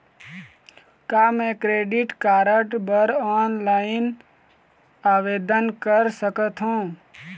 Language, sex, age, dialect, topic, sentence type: Chhattisgarhi, male, 18-24, Eastern, banking, question